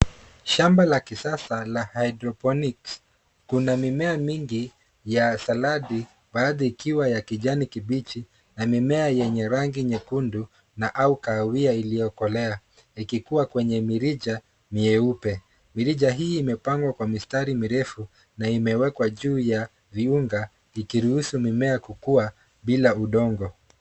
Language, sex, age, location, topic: Swahili, male, 18-24, Nairobi, agriculture